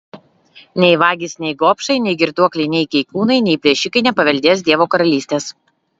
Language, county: Lithuanian, Vilnius